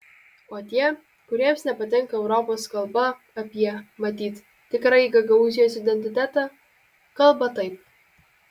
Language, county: Lithuanian, Kaunas